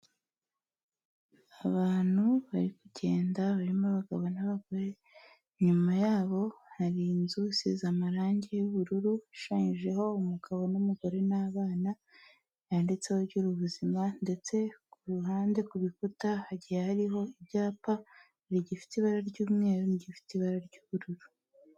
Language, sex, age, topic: Kinyarwanda, female, 18-24, government